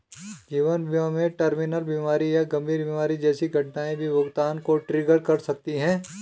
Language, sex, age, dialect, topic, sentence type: Hindi, male, 36-40, Garhwali, banking, statement